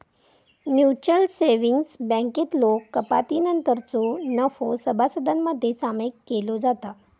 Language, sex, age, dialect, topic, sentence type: Marathi, female, 25-30, Southern Konkan, banking, statement